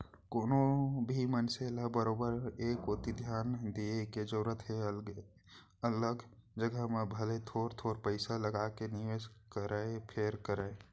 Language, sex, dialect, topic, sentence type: Chhattisgarhi, male, Central, banking, statement